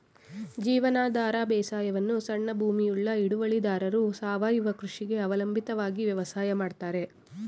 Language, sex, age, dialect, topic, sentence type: Kannada, female, 18-24, Mysore Kannada, agriculture, statement